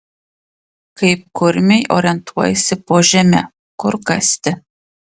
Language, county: Lithuanian, Panevėžys